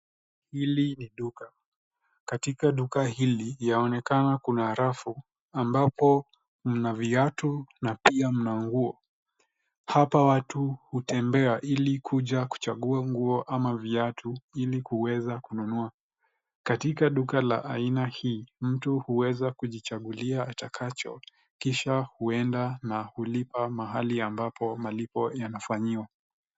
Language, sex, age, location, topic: Swahili, male, 18-24, Nairobi, finance